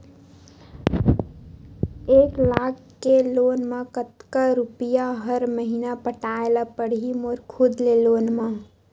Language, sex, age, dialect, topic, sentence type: Chhattisgarhi, female, 18-24, Western/Budati/Khatahi, banking, question